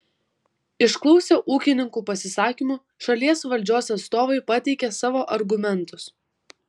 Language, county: Lithuanian, Vilnius